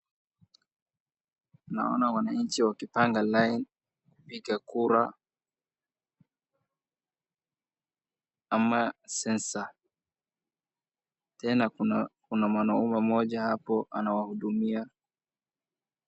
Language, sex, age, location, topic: Swahili, male, 18-24, Wajir, government